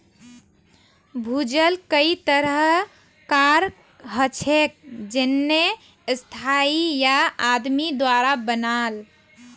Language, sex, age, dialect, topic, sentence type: Magahi, female, 18-24, Northeastern/Surjapuri, agriculture, statement